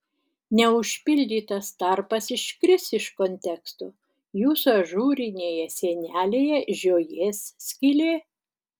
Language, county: Lithuanian, Tauragė